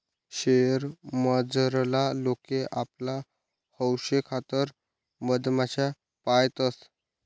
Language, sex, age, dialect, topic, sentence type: Marathi, male, 18-24, Northern Konkan, agriculture, statement